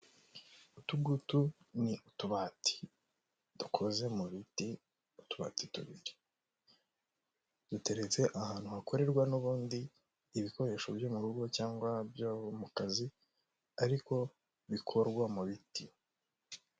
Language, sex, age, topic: Kinyarwanda, male, 18-24, finance